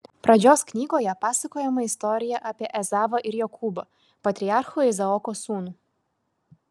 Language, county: Lithuanian, Kaunas